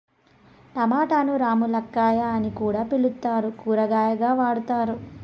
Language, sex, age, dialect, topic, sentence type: Telugu, male, 31-35, Southern, agriculture, statement